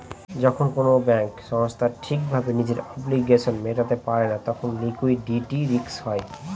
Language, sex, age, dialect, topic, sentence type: Bengali, male, 25-30, Northern/Varendri, banking, statement